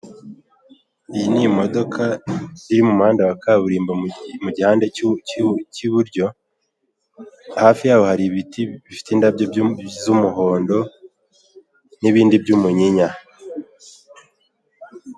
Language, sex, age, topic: Kinyarwanda, male, 18-24, government